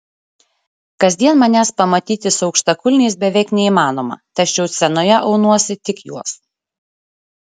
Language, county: Lithuanian, Šiauliai